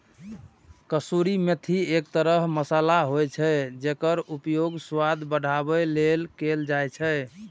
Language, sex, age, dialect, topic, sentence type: Maithili, male, 31-35, Eastern / Thethi, agriculture, statement